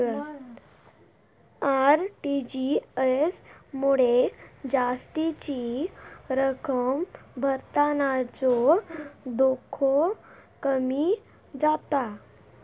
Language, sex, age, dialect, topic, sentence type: Marathi, female, 18-24, Southern Konkan, banking, statement